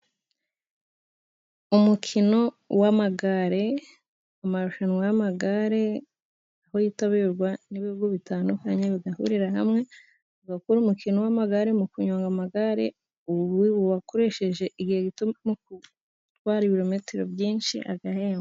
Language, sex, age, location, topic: Kinyarwanda, female, 18-24, Musanze, government